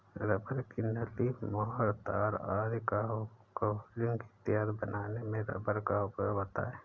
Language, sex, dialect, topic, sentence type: Hindi, male, Awadhi Bundeli, agriculture, statement